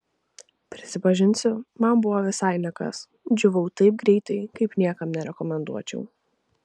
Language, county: Lithuanian, Vilnius